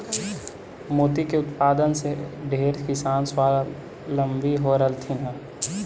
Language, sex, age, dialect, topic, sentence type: Magahi, female, 18-24, Central/Standard, agriculture, statement